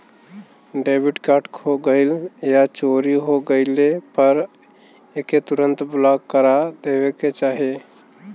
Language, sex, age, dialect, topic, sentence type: Bhojpuri, male, 18-24, Western, banking, statement